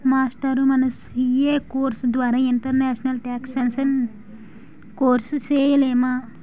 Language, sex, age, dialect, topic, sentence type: Telugu, female, 18-24, Utterandhra, banking, statement